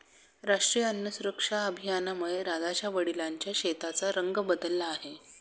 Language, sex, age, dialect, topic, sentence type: Marathi, female, 56-60, Standard Marathi, agriculture, statement